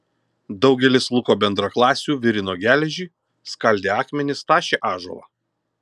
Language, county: Lithuanian, Kaunas